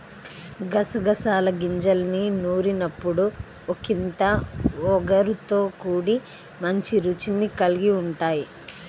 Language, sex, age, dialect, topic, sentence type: Telugu, female, 31-35, Central/Coastal, agriculture, statement